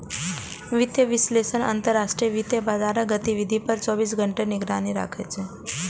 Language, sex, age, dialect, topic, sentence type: Maithili, female, 18-24, Eastern / Thethi, banking, statement